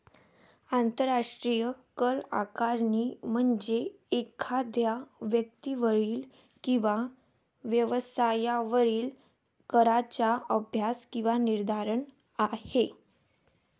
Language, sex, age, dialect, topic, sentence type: Marathi, female, 18-24, Varhadi, banking, statement